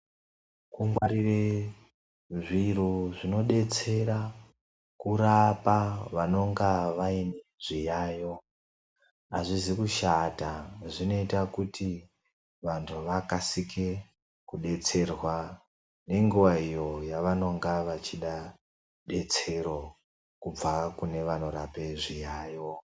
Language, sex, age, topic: Ndau, male, 36-49, health